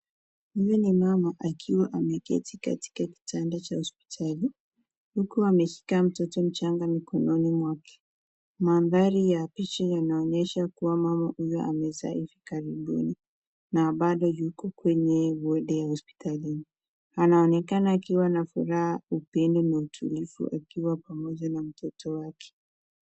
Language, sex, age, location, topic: Swahili, female, 25-35, Nakuru, health